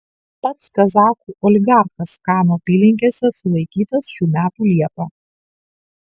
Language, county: Lithuanian, Kaunas